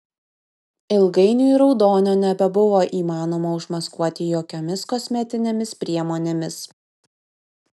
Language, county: Lithuanian, Vilnius